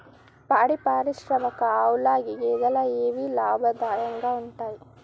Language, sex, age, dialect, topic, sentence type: Telugu, female, 18-24, Telangana, agriculture, question